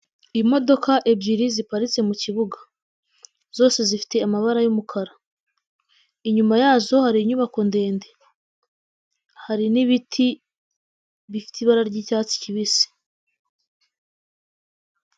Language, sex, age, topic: Kinyarwanda, female, 18-24, government